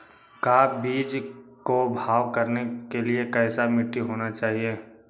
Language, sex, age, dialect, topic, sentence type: Magahi, male, 18-24, Western, agriculture, question